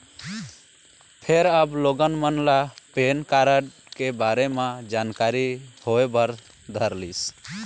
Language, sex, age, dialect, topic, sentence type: Chhattisgarhi, male, 18-24, Eastern, banking, statement